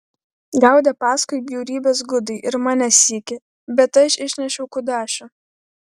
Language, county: Lithuanian, Vilnius